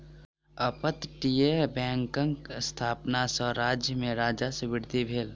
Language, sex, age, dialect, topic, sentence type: Maithili, male, 18-24, Southern/Standard, banking, statement